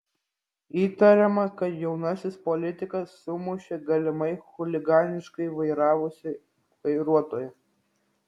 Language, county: Lithuanian, Vilnius